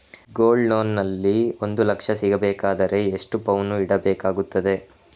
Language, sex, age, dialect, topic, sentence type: Kannada, male, 25-30, Coastal/Dakshin, banking, question